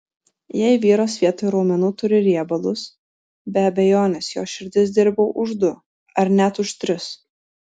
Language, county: Lithuanian, Vilnius